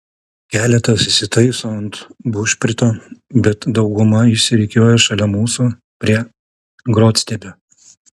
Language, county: Lithuanian, Kaunas